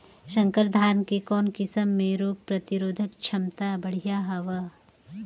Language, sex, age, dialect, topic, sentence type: Chhattisgarhi, female, 31-35, Northern/Bhandar, agriculture, question